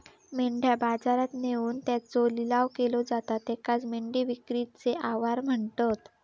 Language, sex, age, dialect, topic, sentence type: Marathi, female, 18-24, Southern Konkan, agriculture, statement